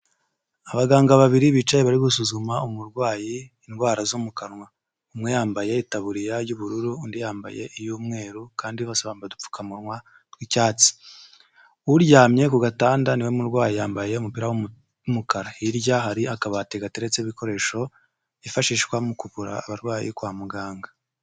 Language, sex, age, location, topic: Kinyarwanda, male, 25-35, Huye, health